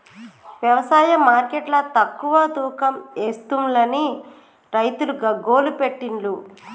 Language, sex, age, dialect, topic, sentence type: Telugu, female, 36-40, Telangana, agriculture, statement